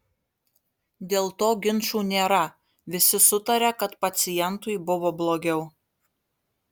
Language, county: Lithuanian, Kaunas